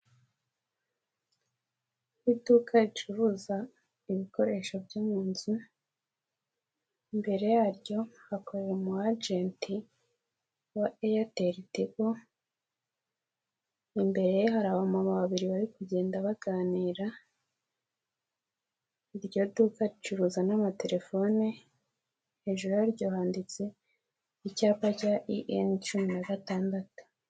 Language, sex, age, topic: Kinyarwanda, female, 18-24, government